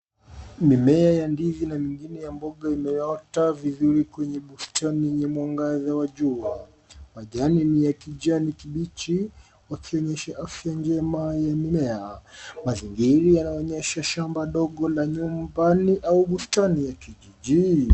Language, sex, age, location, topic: Swahili, male, 25-35, Nairobi, health